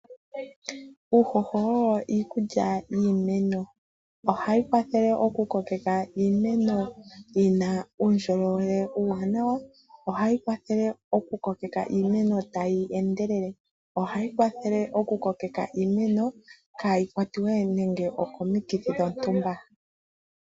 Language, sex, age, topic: Oshiwambo, female, 25-35, agriculture